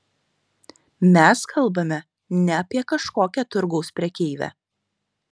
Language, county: Lithuanian, Šiauliai